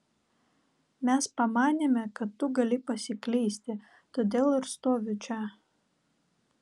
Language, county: Lithuanian, Vilnius